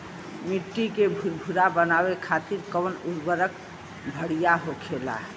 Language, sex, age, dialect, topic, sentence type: Bhojpuri, female, 25-30, Western, agriculture, question